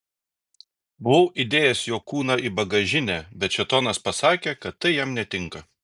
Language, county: Lithuanian, Šiauliai